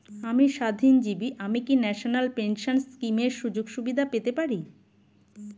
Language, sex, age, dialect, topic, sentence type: Bengali, female, 46-50, Standard Colloquial, banking, question